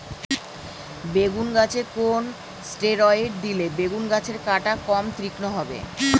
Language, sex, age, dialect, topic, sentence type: Bengali, male, 41-45, Standard Colloquial, agriculture, question